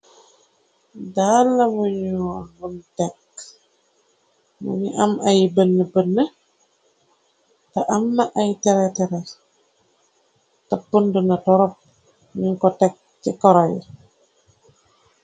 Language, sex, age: Wolof, female, 25-35